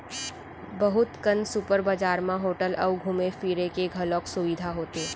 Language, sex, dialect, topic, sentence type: Chhattisgarhi, female, Central, agriculture, statement